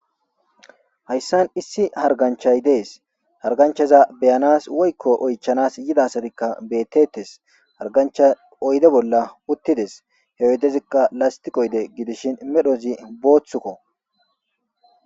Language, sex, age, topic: Gamo, male, 25-35, government